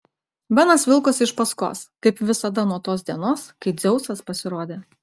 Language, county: Lithuanian, Klaipėda